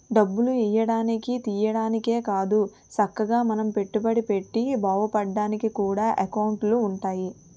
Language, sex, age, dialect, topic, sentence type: Telugu, female, 18-24, Utterandhra, banking, statement